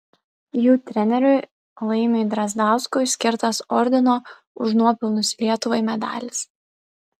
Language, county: Lithuanian, Vilnius